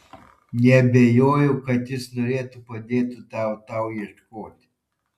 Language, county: Lithuanian, Panevėžys